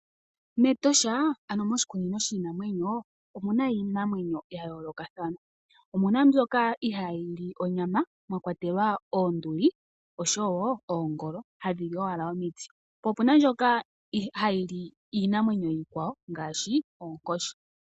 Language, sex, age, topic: Oshiwambo, female, 25-35, agriculture